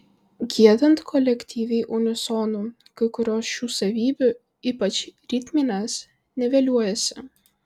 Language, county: Lithuanian, Vilnius